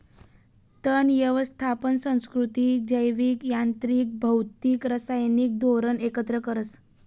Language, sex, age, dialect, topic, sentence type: Marathi, female, 18-24, Northern Konkan, agriculture, statement